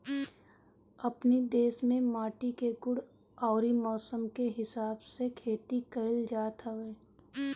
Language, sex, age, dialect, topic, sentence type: Bhojpuri, female, 25-30, Northern, agriculture, statement